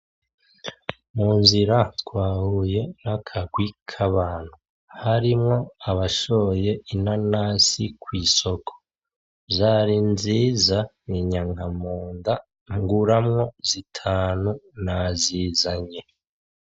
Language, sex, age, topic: Rundi, male, 36-49, agriculture